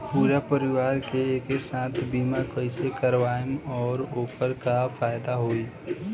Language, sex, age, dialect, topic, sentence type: Bhojpuri, female, 18-24, Southern / Standard, banking, question